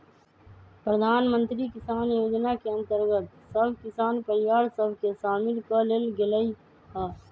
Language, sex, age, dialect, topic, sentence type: Magahi, female, 25-30, Western, agriculture, statement